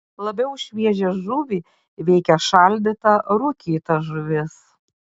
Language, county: Lithuanian, Kaunas